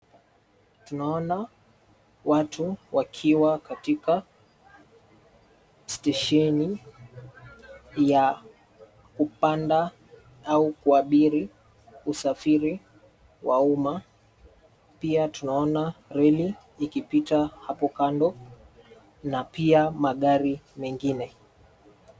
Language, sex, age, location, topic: Swahili, male, 25-35, Nairobi, government